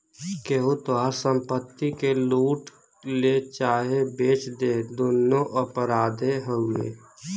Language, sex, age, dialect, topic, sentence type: Bhojpuri, male, 18-24, Western, banking, statement